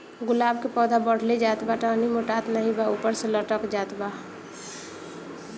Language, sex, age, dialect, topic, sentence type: Bhojpuri, female, 18-24, Northern, agriculture, question